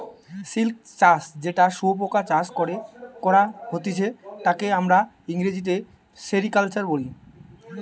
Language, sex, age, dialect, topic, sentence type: Bengali, male, 18-24, Western, agriculture, statement